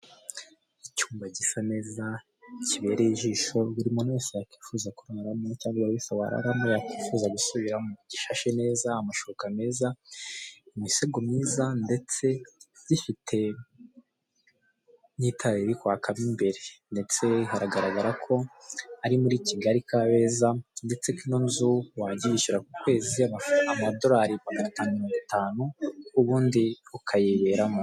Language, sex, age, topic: Kinyarwanda, male, 18-24, finance